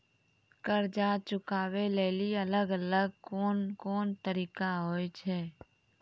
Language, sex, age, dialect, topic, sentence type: Maithili, female, 25-30, Angika, banking, statement